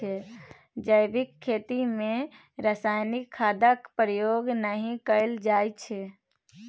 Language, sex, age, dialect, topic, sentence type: Maithili, female, 60-100, Bajjika, agriculture, statement